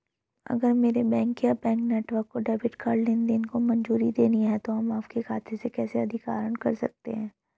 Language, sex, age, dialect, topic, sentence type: Hindi, male, 18-24, Hindustani Malvi Khadi Boli, banking, question